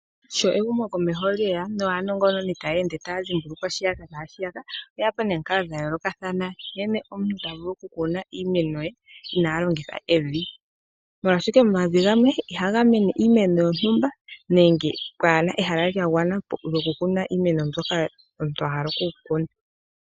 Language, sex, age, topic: Oshiwambo, female, 25-35, agriculture